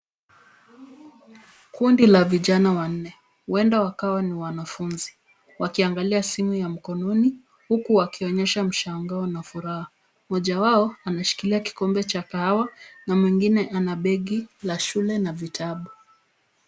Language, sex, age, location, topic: Swahili, female, 25-35, Nairobi, education